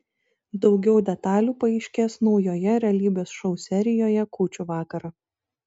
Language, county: Lithuanian, Šiauliai